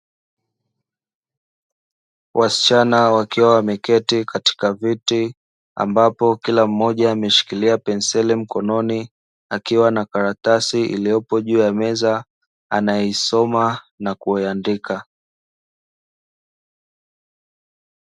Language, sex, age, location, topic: Swahili, male, 25-35, Dar es Salaam, education